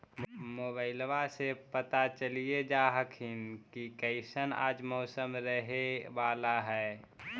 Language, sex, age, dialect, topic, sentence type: Magahi, male, 18-24, Central/Standard, agriculture, question